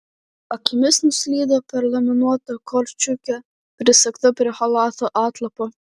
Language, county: Lithuanian, Vilnius